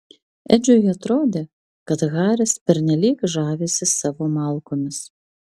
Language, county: Lithuanian, Vilnius